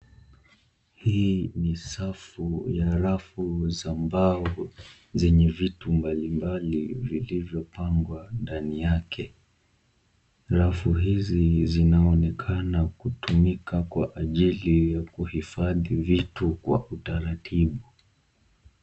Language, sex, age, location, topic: Swahili, male, 18-24, Kisumu, education